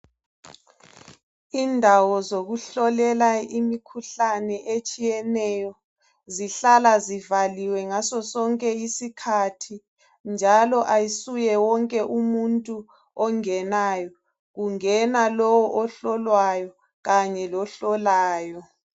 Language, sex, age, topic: North Ndebele, male, 36-49, health